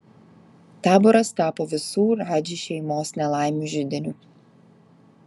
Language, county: Lithuanian, Telšiai